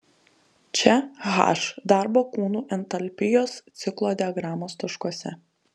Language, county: Lithuanian, Telšiai